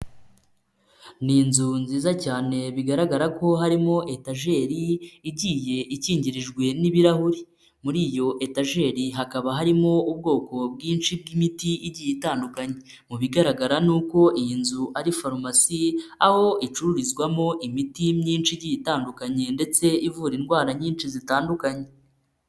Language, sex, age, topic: Kinyarwanda, female, 25-35, health